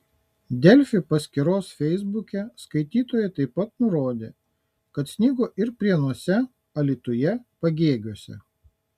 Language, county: Lithuanian, Kaunas